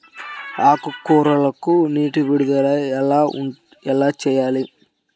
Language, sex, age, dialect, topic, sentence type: Telugu, male, 18-24, Central/Coastal, agriculture, question